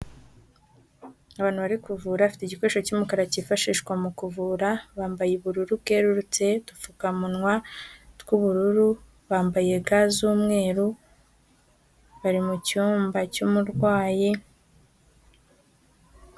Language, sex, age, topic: Kinyarwanda, female, 18-24, health